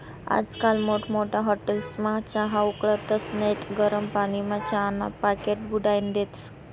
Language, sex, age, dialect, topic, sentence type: Marathi, female, 25-30, Northern Konkan, agriculture, statement